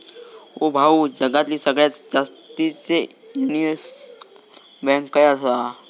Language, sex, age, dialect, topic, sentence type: Marathi, male, 18-24, Southern Konkan, banking, statement